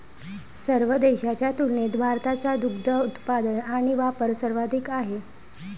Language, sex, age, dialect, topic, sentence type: Marathi, female, 25-30, Varhadi, agriculture, statement